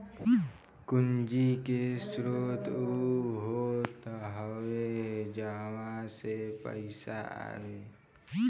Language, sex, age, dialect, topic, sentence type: Bhojpuri, male, 18-24, Northern, banking, statement